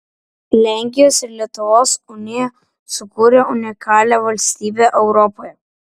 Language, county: Lithuanian, Vilnius